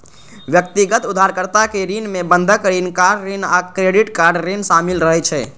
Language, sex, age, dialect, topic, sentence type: Maithili, male, 18-24, Eastern / Thethi, banking, statement